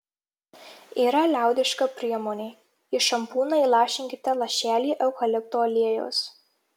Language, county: Lithuanian, Marijampolė